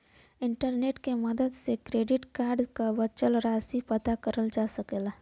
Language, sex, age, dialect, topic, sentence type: Bhojpuri, female, 25-30, Western, banking, statement